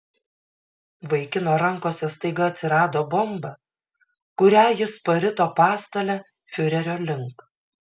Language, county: Lithuanian, Šiauliai